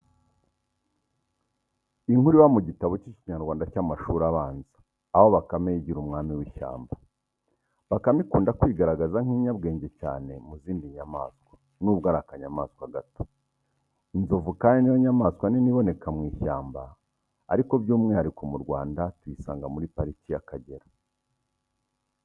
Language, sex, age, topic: Kinyarwanda, male, 36-49, education